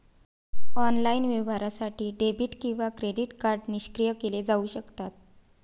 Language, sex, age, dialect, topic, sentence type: Marathi, female, 25-30, Varhadi, banking, statement